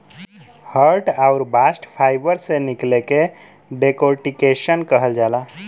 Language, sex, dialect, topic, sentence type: Bhojpuri, male, Western, agriculture, statement